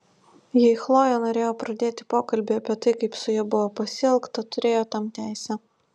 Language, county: Lithuanian, Utena